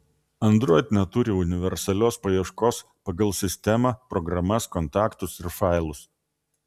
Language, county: Lithuanian, Vilnius